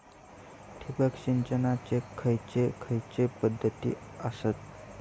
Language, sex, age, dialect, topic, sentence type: Marathi, male, 18-24, Southern Konkan, agriculture, question